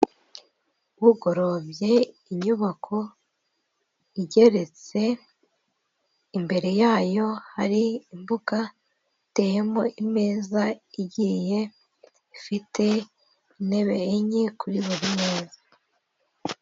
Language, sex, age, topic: Kinyarwanda, female, 18-24, finance